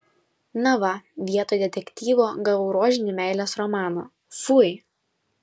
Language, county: Lithuanian, Vilnius